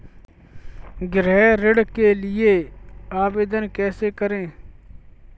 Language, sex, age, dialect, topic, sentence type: Hindi, male, 46-50, Kanauji Braj Bhasha, banking, question